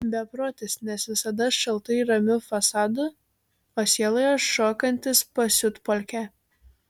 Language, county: Lithuanian, Šiauliai